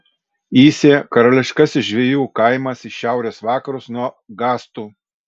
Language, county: Lithuanian, Kaunas